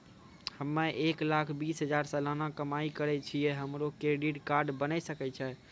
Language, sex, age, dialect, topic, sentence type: Maithili, male, 18-24, Angika, banking, question